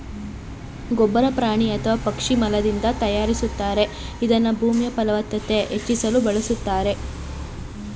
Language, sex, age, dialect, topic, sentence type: Kannada, female, 25-30, Mysore Kannada, agriculture, statement